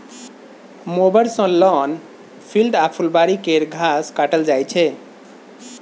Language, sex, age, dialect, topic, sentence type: Maithili, female, 36-40, Bajjika, agriculture, statement